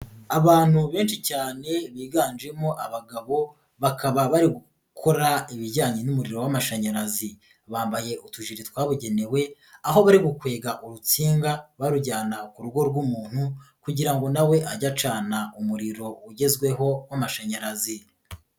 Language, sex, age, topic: Kinyarwanda, female, 25-35, government